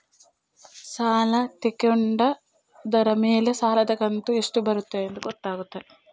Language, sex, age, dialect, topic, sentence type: Kannada, female, 18-24, Coastal/Dakshin, banking, question